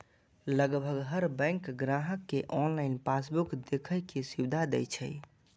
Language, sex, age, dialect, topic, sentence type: Maithili, male, 25-30, Eastern / Thethi, banking, statement